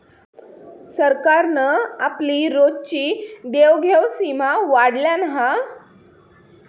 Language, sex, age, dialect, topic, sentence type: Marathi, female, 18-24, Southern Konkan, banking, statement